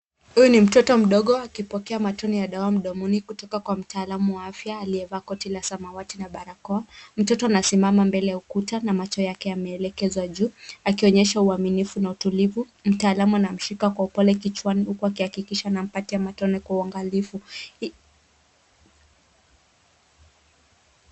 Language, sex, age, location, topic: Swahili, female, 18-24, Nairobi, health